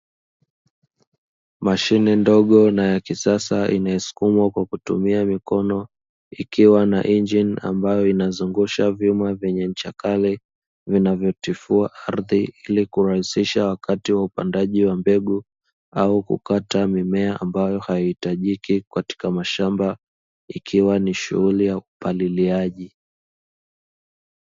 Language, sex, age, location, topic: Swahili, male, 18-24, Dar es Salaam, agriculture